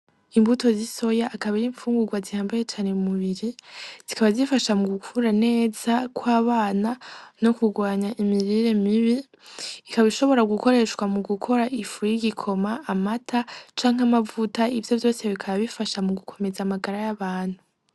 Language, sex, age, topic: Rundi, female, 18-24, agriculture